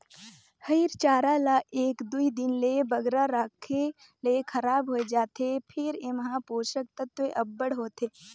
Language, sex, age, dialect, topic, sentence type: Chhattisgarhi, female, 51-55, Northern/Bhandar, agriculture, statement